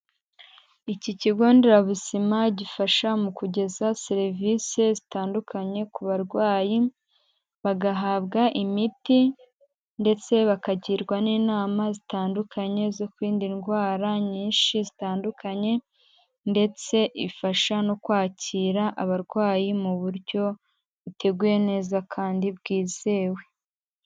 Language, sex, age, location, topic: Kinyarwanda, female, 18-24, Huye, health